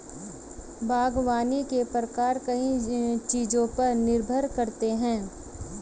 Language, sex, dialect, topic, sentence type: Hindi, female, Hindustani Malvi Khadi Boli, agriculture, statement